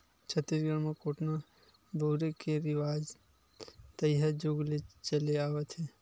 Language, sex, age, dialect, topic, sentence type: Chhattisgarhi, male, 25-30, Western/Budati/Khatahi, agriculture, statement